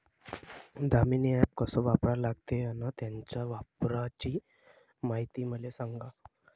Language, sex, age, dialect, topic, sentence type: Marathi, male, 25-30, Varhadi, agriculture, question